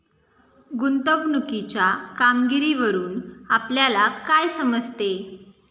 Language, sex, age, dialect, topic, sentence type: Marathi, female, 18-24, Standard Marathi, banking, statement